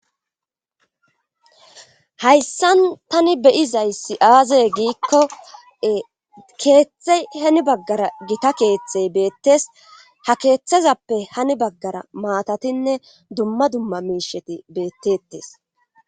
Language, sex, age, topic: Gamo, female, 25-35, government